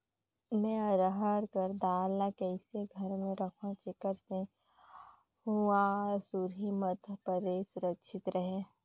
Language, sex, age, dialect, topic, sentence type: Chhattisgarhi, female, 56-60, Northern/Bhandar, agriculture, question